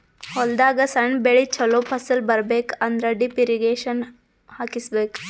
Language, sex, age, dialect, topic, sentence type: Kannada, female, 18-24, Northeastern, agriculture, statement